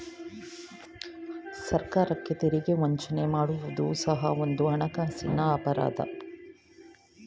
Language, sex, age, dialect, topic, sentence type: Kannada, female, 36-40, Mysore Kannada, banking, statement